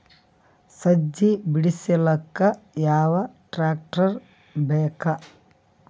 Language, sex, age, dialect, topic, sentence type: Kannada, male, 25-30, Northeastern, agriculture, question